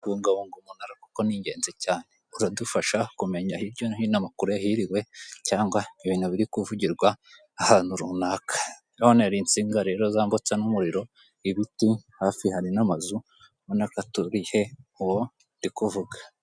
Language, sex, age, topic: Kinyarwanda, male, 18-24, government